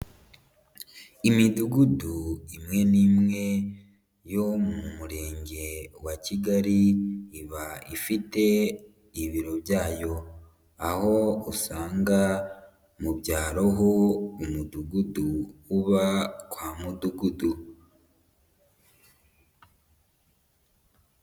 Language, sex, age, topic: Kinyarwanda, female, 18-24, government